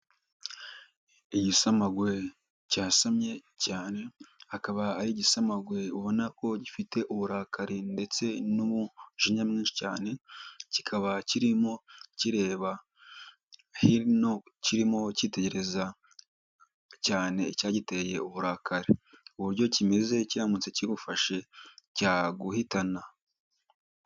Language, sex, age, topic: Kinyarwanda, male, 18-24, agriculture